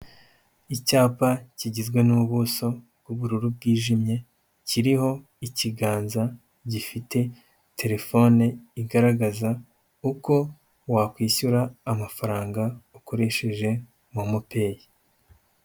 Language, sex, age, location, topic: Kinyarwanda, male, 18-24, Huye, finance